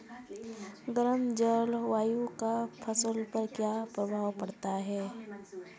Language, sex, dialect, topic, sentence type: Hindi, female, Kanauji Braj Bhasha, agriculture, question